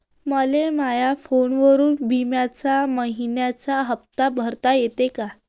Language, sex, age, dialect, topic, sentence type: Marathi, female, 18-24, Varhadi, banking, question